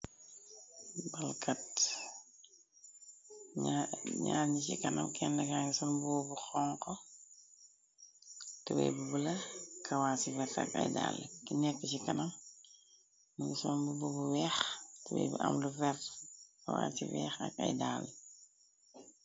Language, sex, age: Wolof, female, 36-49